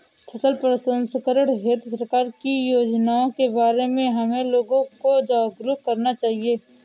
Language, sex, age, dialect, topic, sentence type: Hindi, female, 56-60, Awadhi Bundeli, agriculture, statement